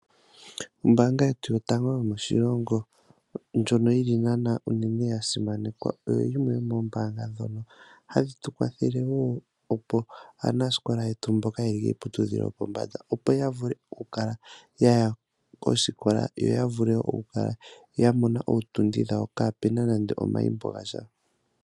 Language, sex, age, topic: Oshiwambo, male, 25-35, finance